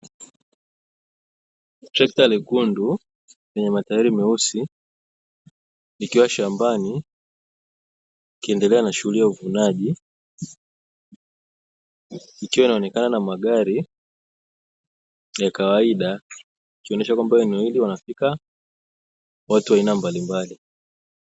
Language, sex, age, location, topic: Swahili, male, 18-24, Dar es Salaam, agriculture